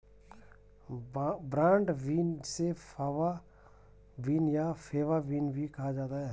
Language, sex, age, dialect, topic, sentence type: Hindi, male, 36-40, Garhwali, agriculture, statement